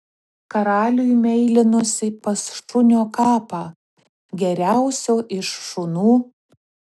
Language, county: Lithuanian, Telšiai